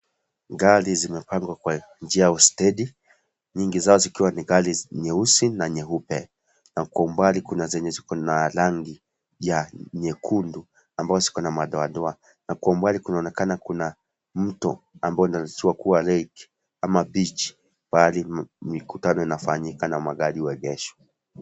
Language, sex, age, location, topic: Swahili, male, 25-35, Kisii, finance